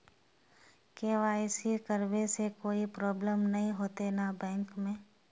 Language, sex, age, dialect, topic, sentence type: Magahi, female, 18-24, Northeastern/Surjapuri, banking, question